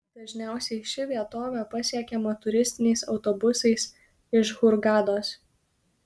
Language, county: Lithuanian, Kaunas